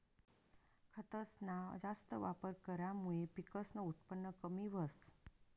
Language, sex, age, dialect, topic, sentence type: Marathi, female, 41-45, Northern Konkan, agriculture, statement